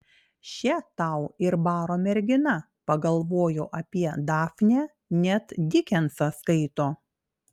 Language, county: Lithuanian, Klaipėda